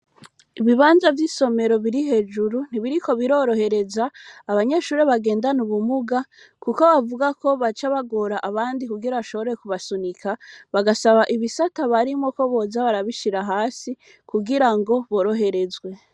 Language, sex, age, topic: Rundi, female, 25-35, education